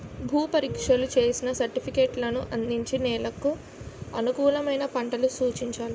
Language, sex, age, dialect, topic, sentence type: Telugu, female, 18-24, Utterandhra, agriculture, statement